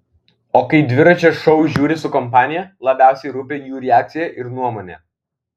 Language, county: Lithuanian, Vilnius